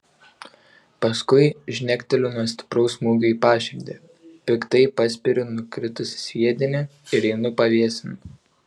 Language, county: Lithuanian, Šiauliai